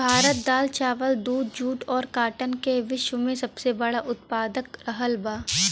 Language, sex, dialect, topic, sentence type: Bhojpuri, female, Western, agriculture, statement